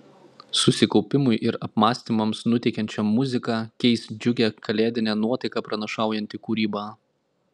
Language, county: Lithuanian, Klaipėda